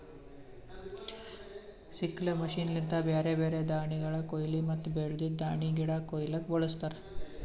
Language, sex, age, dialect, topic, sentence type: Kannada, male, 18-24, Northeastern, agriculture, statement